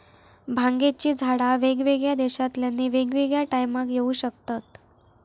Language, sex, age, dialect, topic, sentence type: Marathi, female, 18-24, Southern Konkan, agriculture, statement